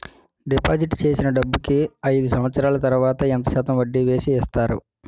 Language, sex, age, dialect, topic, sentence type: Telugu, male, 25-30, Utterandhra, banking, question